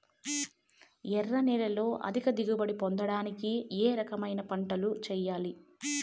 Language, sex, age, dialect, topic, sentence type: Telugu, female, 18-24, Southern, agriculture, question